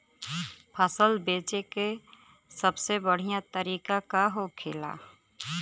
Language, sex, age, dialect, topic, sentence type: Bhojpuri, female, 31-35, Western, agriculture, question